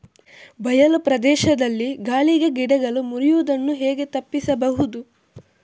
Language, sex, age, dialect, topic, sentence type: Kannada, male, 25-30, Coastal/Dakshin, agriculture, question